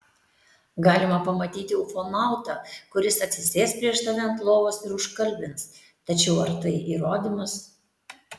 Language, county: Lithuanian, Tauragė